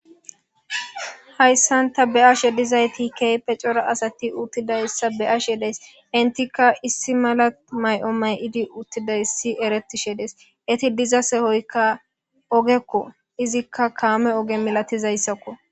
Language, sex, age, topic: Gamo, male, 18-24, government